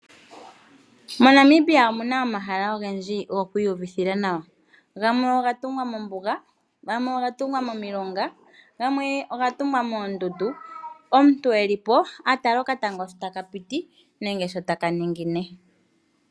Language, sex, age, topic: Oshiwambo, female, 25-35, agriculture